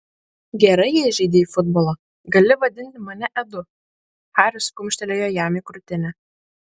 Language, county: Lithuanian, Klaipėda